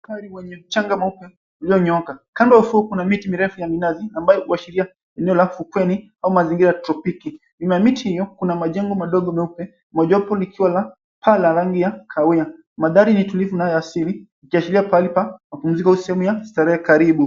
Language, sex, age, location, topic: Swahili, male, 25-35, Mombasa, government